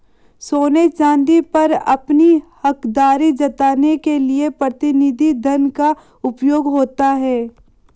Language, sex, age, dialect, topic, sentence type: Hindi, female, 18-24, Marwari Dhudhari, banking, statement